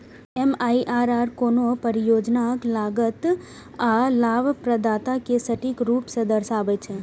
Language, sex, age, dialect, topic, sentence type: Maithili, female, 25-30, Eastern / Thethi, banking, statement